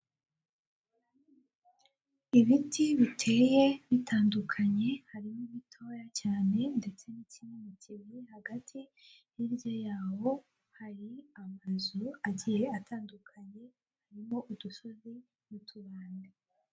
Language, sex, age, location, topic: Kinyarwanda, female, 18-24, Huye, agriculture